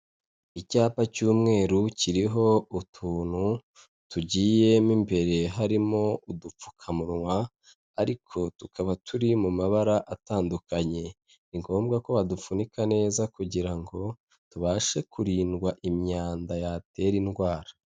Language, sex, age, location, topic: Kinyarwanda, male, 25-35, Kigali, health